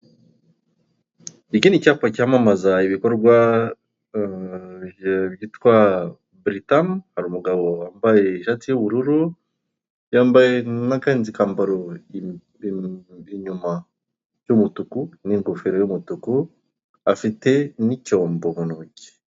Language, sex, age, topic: Kinyarwanda, male, 36-49, finance